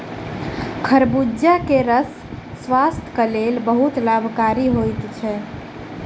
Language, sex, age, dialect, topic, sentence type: Maithili, female, 18-24, Southern/Standard, agriculture, statement